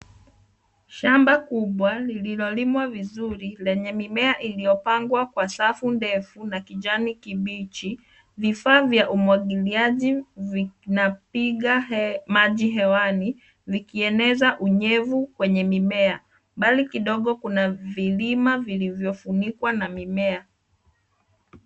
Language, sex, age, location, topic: Swahili, female, 25-35, Nairobi, agriculture